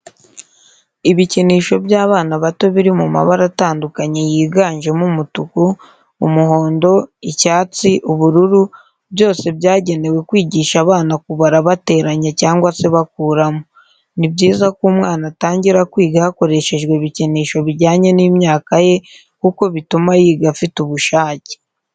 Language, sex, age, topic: Kinyarwanda, female, 25-35, education